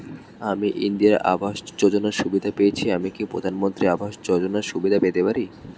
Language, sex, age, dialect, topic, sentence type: Bengali, male, 18-24, Standard Colloquial, banking, question